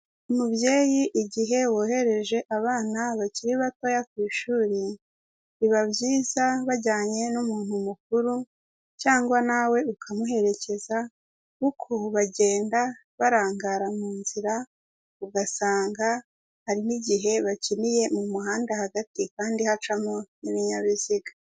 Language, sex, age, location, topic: Kinyarwanda, female, 18-24, Kigali, education